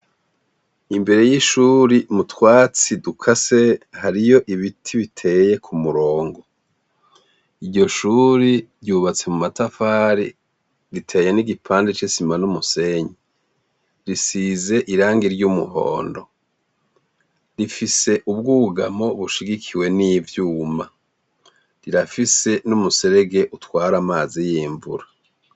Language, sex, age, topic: Rundi, male, 50+, education